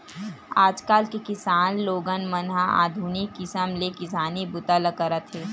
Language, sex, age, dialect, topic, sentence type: Chhattisgarhi, female, 18-24, Western/Budati/Khatahi, agriculture, statement